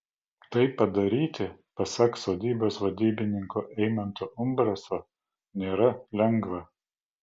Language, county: Lithuanian, Vilnius